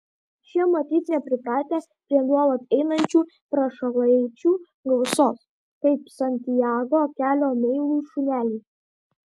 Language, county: Lithuanian, Kaunas